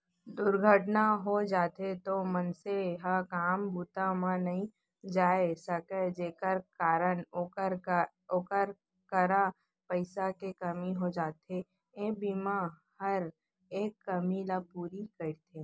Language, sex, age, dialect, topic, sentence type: Chhattisgarhi, female, 18-24, Central, banking, statement